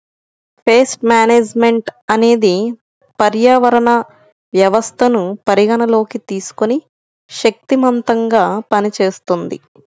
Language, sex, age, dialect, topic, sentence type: Telugu, male, 31-35, Central/Coastal, agriculture, statement